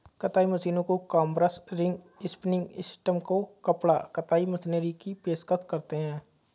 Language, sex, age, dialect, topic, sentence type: Hindi, male, 25-30, Kanauji Braj Bhasha, agriculture, statement